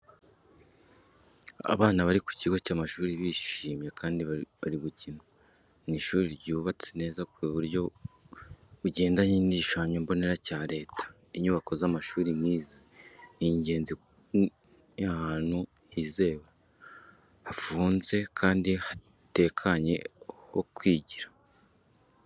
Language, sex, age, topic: Kinyarwanda, male, 25-35, education